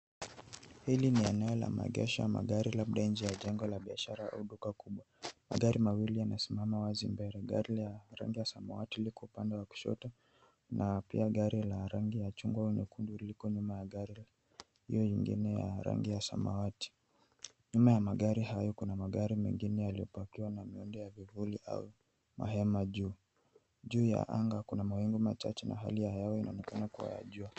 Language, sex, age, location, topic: Swahili, male, 18-24, Nairobi, finance